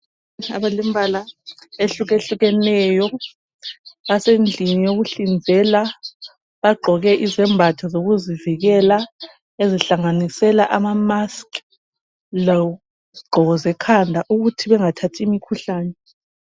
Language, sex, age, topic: North Ndebele, male, 25-35, health